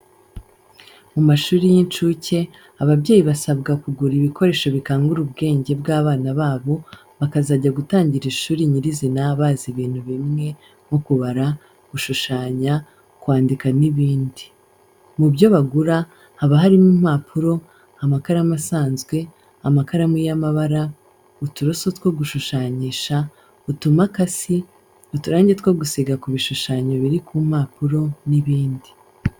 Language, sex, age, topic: Kinyarwanda, female, 25-35, education